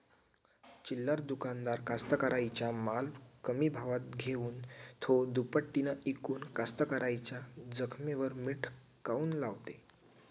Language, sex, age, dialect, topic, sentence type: Marathi, male, 18-24, Varhadi, agriculture, question